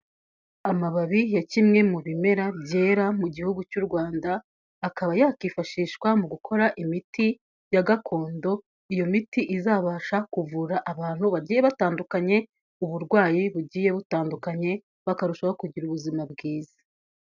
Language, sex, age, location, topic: Kinyarwanda, female, 18-24, Kigali, health